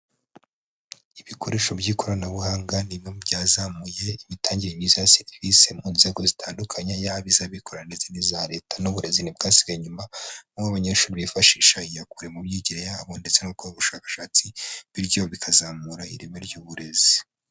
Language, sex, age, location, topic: Kinyarwanda, male, 25-35, Huye, education